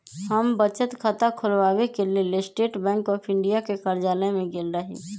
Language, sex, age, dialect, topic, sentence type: Magahi, male, 25-30, Western, banking, statement